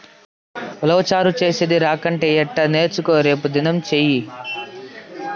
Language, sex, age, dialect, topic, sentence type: Telugu, male, 18-24, Southern, agriculture, statement